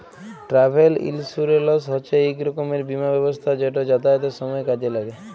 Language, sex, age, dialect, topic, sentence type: Bengali, male, 25-30, Jharkhandi, banking, statement